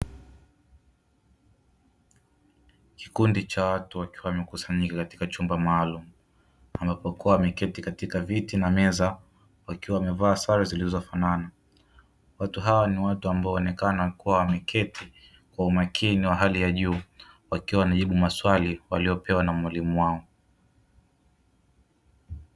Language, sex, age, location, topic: Swahili, male, 25-35, Dar es Salaam, education